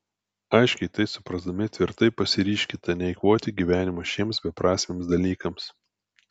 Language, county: Lithuanian, Telšiai